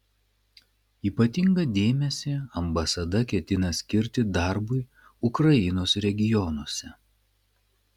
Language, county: Lithuanian, Klaipėda